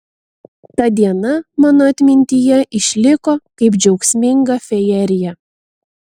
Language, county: Lithuanian, Vilnius